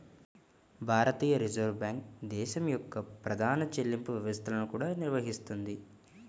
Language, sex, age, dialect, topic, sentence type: Telugu, male, 18-24, Central/Coastal, banking, statement